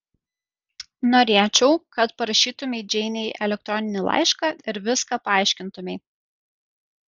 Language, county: Lithuanian, Kaunas